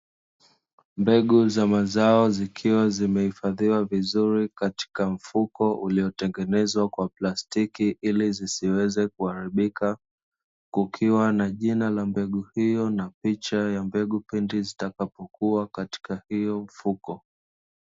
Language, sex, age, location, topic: Swahili, male, 25-35, Dar es Salaam, agriculture